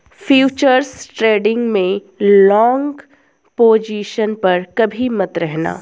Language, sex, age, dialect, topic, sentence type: Hindi, female, 18-24, Hindustani Malvi Khadi Boli, banking, statement